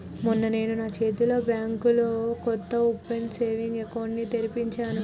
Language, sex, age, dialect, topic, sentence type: Telugu, female, 41-45, Telangana, banking, statement